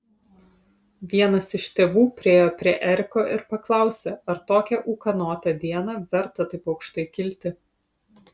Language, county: Lithuanian, Utena